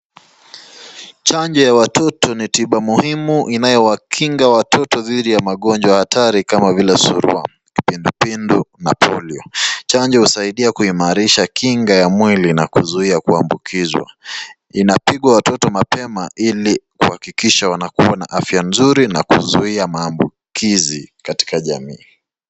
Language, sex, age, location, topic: Swahili, male, 25-35, Nakuru, health